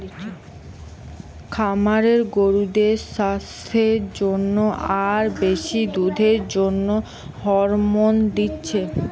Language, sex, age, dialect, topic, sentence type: Bengali, female, 18-24, Western, agriculture, statement